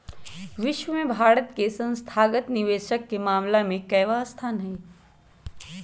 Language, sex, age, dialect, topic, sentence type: Magahi, male, 25-30, Western, banking, statement